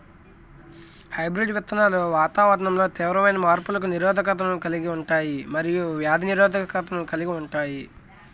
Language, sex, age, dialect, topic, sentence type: Telugu, male, 18-24, Utterandhra, agriculture, statement